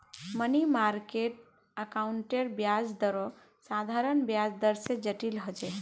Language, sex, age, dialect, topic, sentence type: Magahi, female, 18-24, Northeastern/Surjapuri, banking, statement